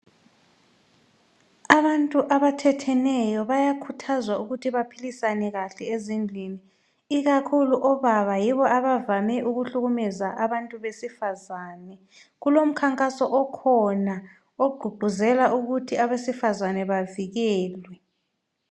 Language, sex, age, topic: North Ndebele, male, 36-49, health